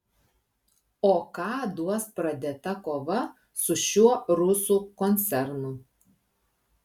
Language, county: Lithuanian, Klaipėda